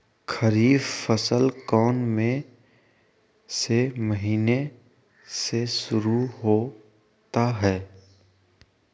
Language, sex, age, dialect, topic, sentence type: Magahi, male, 18-24, Western, agriculture, question